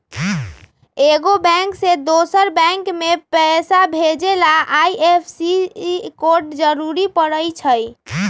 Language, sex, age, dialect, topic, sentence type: Magahi, female, 31-35, Western, banking, statement